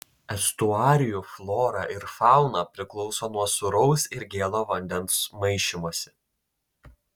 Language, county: Lithuanian, Telšiai